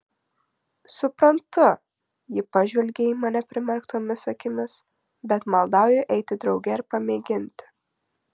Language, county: Lithuanian, Marijampolė